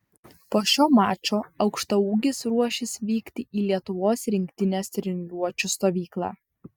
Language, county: Lithuanian, Vilnius